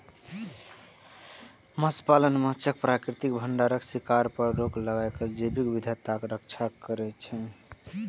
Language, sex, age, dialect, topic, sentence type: Maithili, male, 18-24, Eastern / Thethi, agriculture, statement